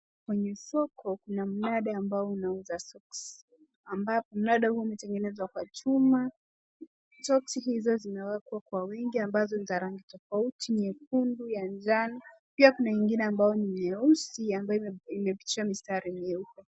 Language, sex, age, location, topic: Swahili, female, 18-24, Nairobi, finance